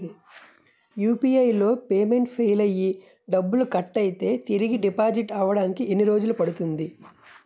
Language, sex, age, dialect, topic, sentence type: Telugu, male, 25-30, Utterandhra, banking, question